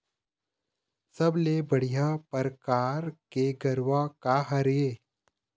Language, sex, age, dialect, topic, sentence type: Chhattisgarhi, male, 31-35, Eastern, agriculture, question